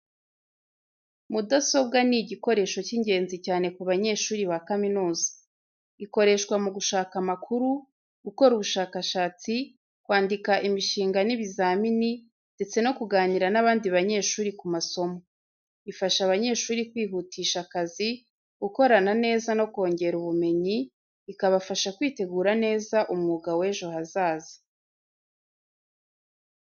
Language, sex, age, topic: Kinyarwanda, female, 25-35, education